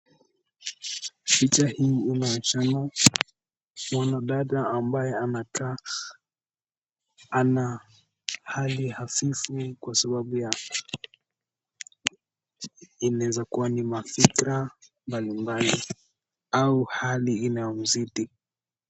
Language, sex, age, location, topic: Swahili, male, 18-24, Nairobi, health